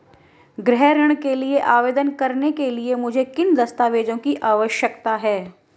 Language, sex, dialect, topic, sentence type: Hindi, female, Marwari Dhudhari, banking, question